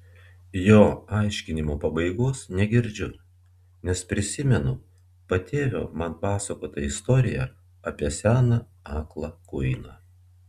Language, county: Lithuanian, Vilnius